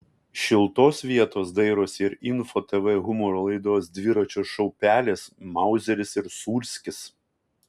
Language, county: Lithuanian, Kaunas